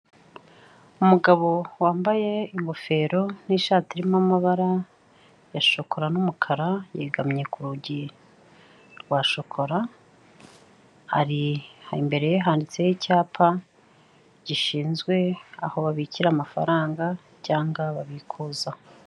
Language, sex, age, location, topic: Kinyarwanda, female, 25-35, Kigali, government